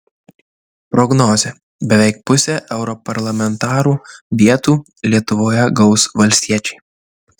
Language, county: Lithuanian, Kaunas